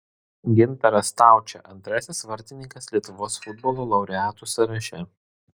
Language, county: Lithuanian, Vilnius